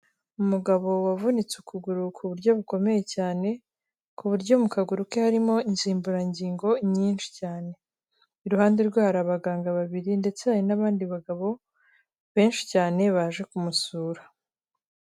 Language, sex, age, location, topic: Kinyarwanda, female, 18-24, Kigali, health